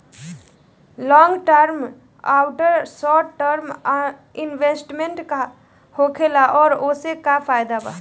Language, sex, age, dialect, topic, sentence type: Bhojpuri, female, <18, Southern / Standard, banking, question